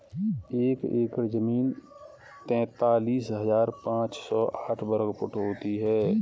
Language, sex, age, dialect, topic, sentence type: Hindi, male, 41-45, Kanauji Braj Bhasha, agriculture, statement